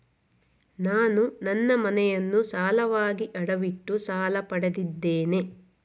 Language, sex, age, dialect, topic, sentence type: Kannada, female, 41-45, Mysore Kannada, banking, statement